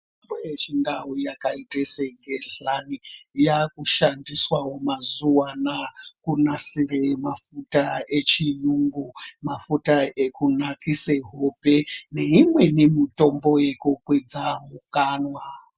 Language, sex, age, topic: Ndau, female, 36-49, health